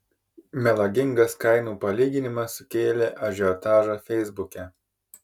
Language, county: Lithuanian, Kaunas